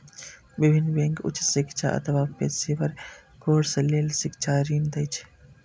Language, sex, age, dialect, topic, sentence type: Maithili, male, 18-24, Eastern / Thethi, banking, statement